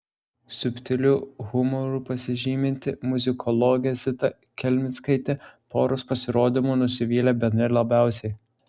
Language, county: Lithuanian, Klaipėda